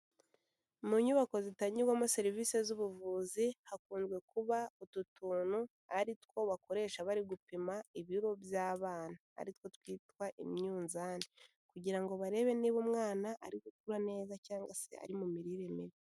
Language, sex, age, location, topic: Kinyarwanda, female, 18-24, Kigali, health